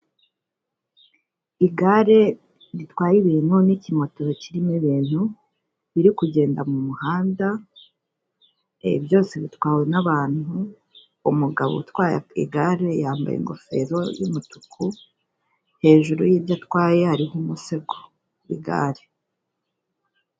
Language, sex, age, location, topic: Kinyarwanda, female, 18-24, Huye, government